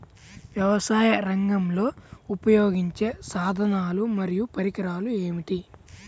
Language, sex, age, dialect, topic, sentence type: Telugu, male, 18-24, Central/Coastal, agriculture, question